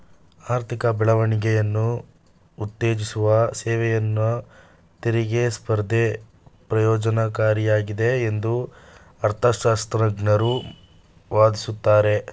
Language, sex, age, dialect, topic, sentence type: Kannada, male, 18-24, Mysore Kannada, banking, statement